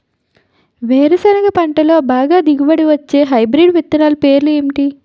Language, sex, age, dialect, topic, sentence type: Telugu, female, 18-24, Utterandhra, agriculture, question